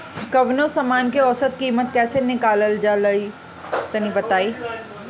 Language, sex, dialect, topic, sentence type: Bhojpuri, female, Northern, agriculture, question